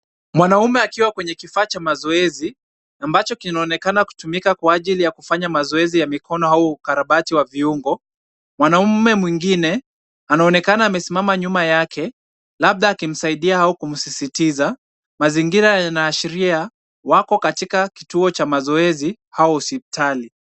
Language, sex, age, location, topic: Swahili, male, 25-35, Kisumu, health